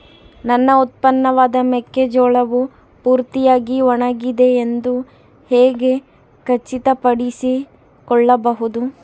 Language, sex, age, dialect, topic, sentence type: Kannada, female, 18-24, Central, agriculture, question